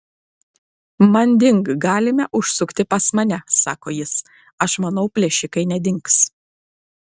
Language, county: Lithuanian, Klaipėda